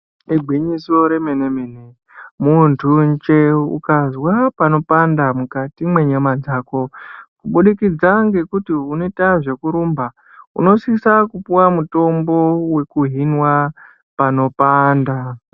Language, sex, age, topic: Ndau, male, 50+, health